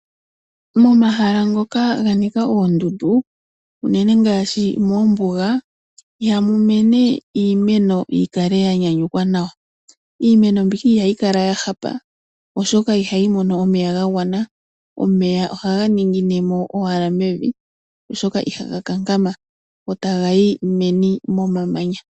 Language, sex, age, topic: Oshiwambo, female, 18-24, agriculture